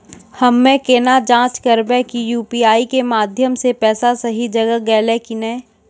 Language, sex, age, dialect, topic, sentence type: Maithili, female, 25-30, Angika, banking, question